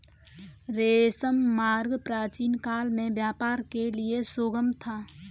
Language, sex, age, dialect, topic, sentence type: Hindi, female, 18-24, Kanauji Braj Bhasha, banking, statement